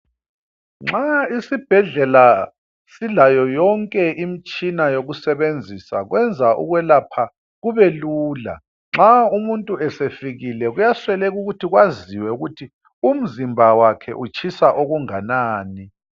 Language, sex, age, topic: North Ndebele, male, 50+, health